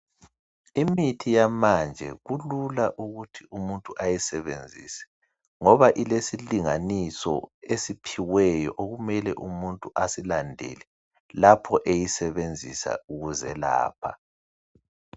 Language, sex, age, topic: North Ndebele, male, 36-49, health